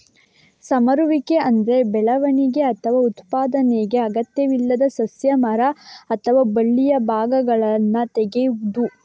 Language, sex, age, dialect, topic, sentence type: Kannada, female, 51-55, Coastal/Dakshin, agriculture, statement